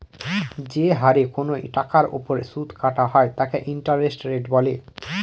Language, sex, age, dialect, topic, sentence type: Bengali, male, 18-24, Northern/Varendri, banking, statement